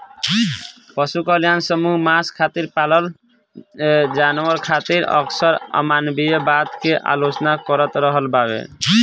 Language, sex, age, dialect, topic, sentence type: Bhojpuri, male, 18-24, Southern / Standard, agriculture, statement